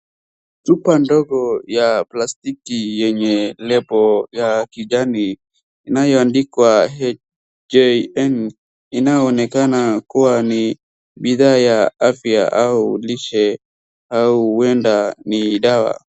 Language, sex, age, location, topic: Swahili, female, 18-24, Wajir, health